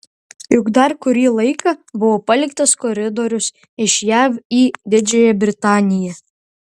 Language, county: Lithuanian, Marijampolė